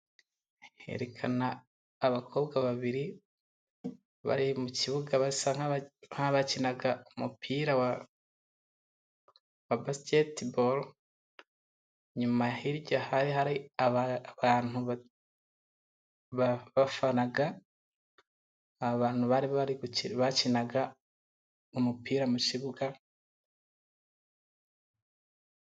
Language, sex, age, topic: Kinyarwanda, male, 25-35, government